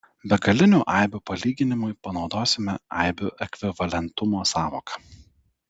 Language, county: Lithuanian, Telšiai